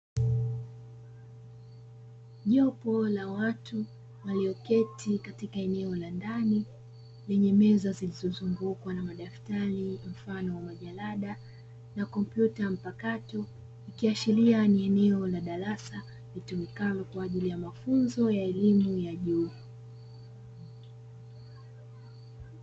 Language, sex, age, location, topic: Swahili, female, 25-35, Dar es Salaam, education